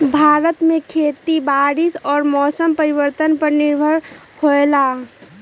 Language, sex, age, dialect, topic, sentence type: Magahi, female, 36-40, Western, agriculture, statement